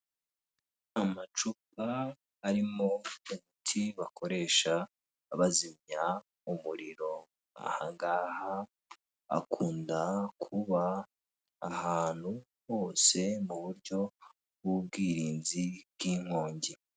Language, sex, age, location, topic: Kinyarwanda, male, 18-24, Kigali, government